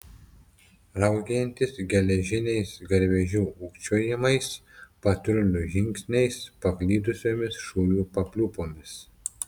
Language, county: Lithuanian, Telšiai